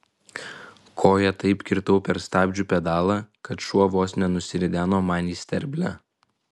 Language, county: Lithuanian, Vilnius